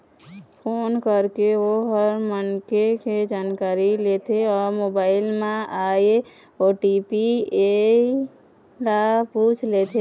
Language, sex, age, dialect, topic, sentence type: Chhattisgarhi, female, 18-24, Eastern, banking, statement